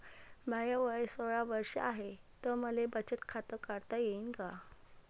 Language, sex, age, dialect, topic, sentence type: Marathi, female, 25-30, Varhadi, banking, question